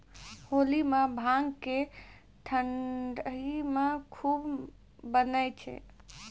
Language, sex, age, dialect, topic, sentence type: Maithili, female, 18-24, Angika, agriculture, statement